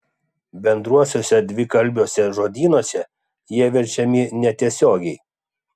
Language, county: Lithuanian, Klaipėda